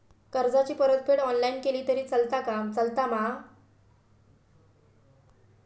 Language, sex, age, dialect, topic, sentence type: Marathi, female, 18-24, Southern Konkan, banking, question